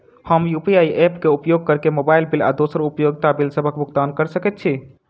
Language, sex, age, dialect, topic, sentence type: Maithili, male, 18-24, Southern/Standard, banking, statement